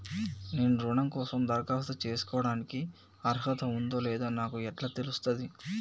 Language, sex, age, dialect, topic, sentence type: Telugu, male, 18-24, Telangana, banking, statement